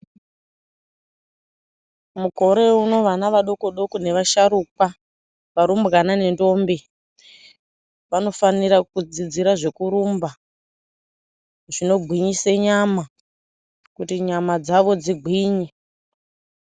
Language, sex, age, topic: Ndau, female, 25-35, health